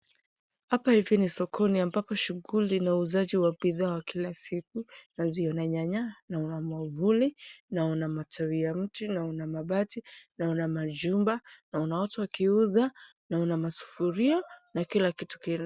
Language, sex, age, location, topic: Swahili, female, 18-24, Wajir, finance